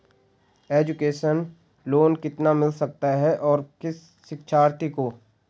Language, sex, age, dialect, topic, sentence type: Hindi, male, 18-24, Garhwali, banking, question